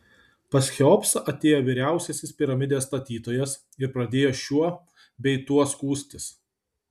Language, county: Lithuanian, Kaunas